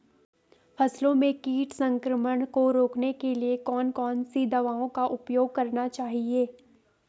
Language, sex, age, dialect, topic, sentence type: Hindi, female, 18-24, Garhwali, agriculture, question